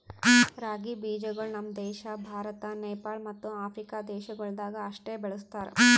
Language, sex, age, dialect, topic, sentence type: Kannada, female, 31-35, Northeastern, agriculture, statement